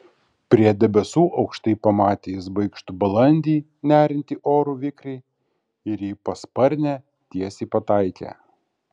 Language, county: Lithuanian, Kaunas